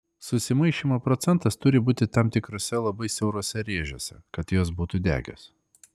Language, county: Lithuanian, Klaipėda